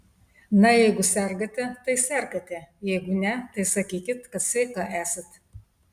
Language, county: Lithuanian, Telšiai